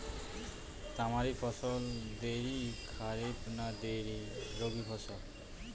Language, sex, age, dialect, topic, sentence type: Bengali, male, 18-24, Northern/Varendri, agriculture, question